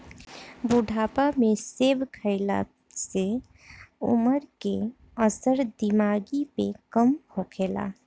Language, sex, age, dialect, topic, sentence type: Bhojpuri, female, 25-30, Northern, agriculture, statement